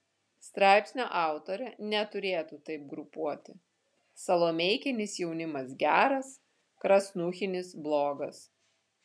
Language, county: Lithuanian, Vilnius